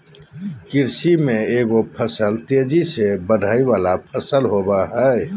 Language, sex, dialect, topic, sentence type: Magahi, male, Southern, agriculture, statement